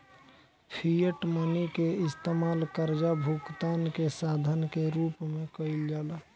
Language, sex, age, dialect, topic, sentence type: Bhojpuri, male, 18-24, Southern / Standard, banking, statement